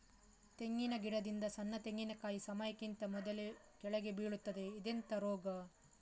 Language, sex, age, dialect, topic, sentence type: Kannada, female, 18-24, Coastal/Dakshin, agriculture, question